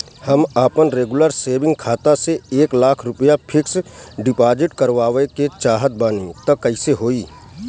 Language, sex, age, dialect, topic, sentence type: Bhojpuri, male, 31-35, Southern / Standard, banking, question